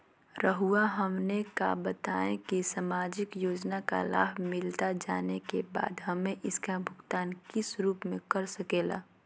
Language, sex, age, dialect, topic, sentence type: Magahi, female, 18-24, Southern, banking, question